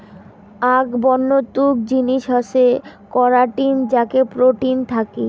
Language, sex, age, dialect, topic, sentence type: Bengali, female, 18-24, Rajbangshi, agriculture, statement